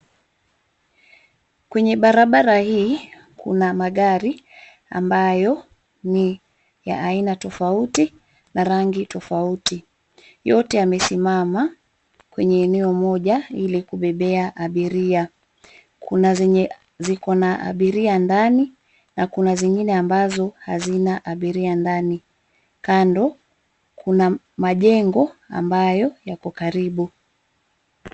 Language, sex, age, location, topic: Swahili, female, 36-49, Nairobi, government